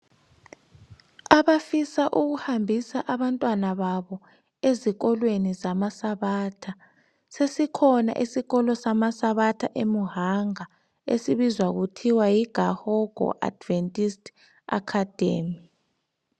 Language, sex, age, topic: North Ndebele, male, 36-49, education